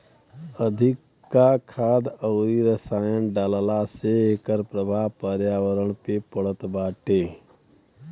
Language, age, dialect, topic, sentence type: Bhojpuri, 25-30, Western, agriculture, statement